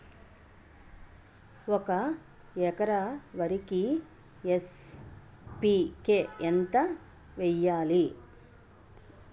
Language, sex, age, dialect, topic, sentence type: Telugu, female, 41-45, Utterandhra, agriculture, question